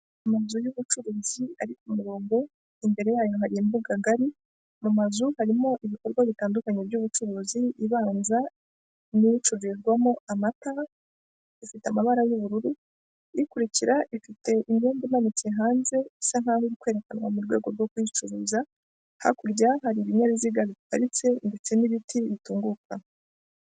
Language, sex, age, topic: Kinyarwanda, female, 25-35, government